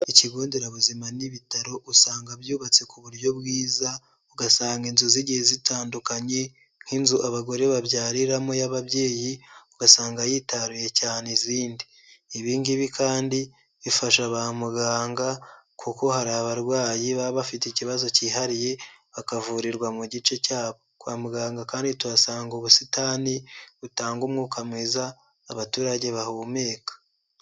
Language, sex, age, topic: Kinyarwanda, male, 25-35, health